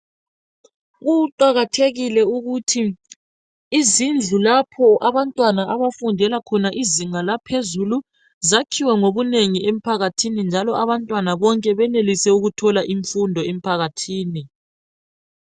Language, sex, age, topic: North Ndebele, female, 36-49, education